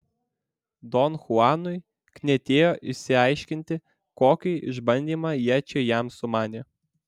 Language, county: Lithuanian, Vilnius